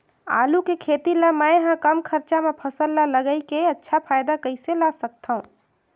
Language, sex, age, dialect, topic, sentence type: Chhattisgarhi, female, 18-24, Northern/Bhandar, agriculture, question